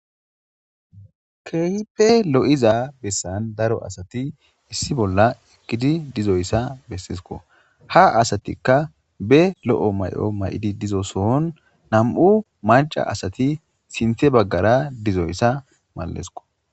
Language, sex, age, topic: Gamo, male, 18-24, government